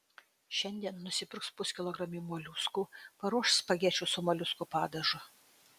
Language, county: Lithuanian, Utena